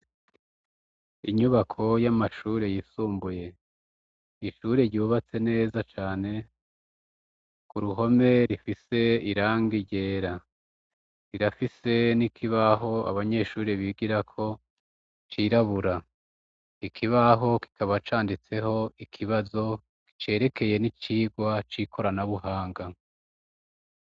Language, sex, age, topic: Rundi, male, 36-49, education